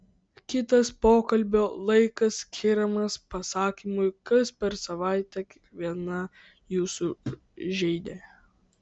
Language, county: Lithuanian, Vilnius